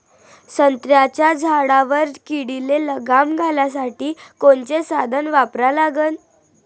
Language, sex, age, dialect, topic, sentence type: Marathi, female, 25-30, Varhadi, agriculture, question